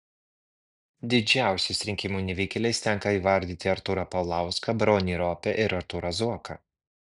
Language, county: Lithuanian, Vilnius